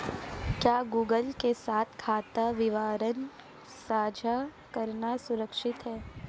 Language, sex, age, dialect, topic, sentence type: Hindi, female, 18-24, Marwari Dhudhari, banking, question